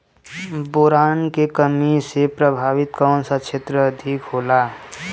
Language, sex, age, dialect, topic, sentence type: Bhojpuri, male, 18-24, Southern / Standard, agriculture, question